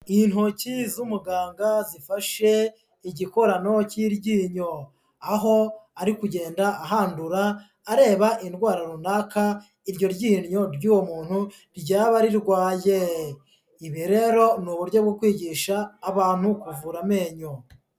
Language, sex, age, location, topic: Kinyarwanda, female, 18-24, Huye, health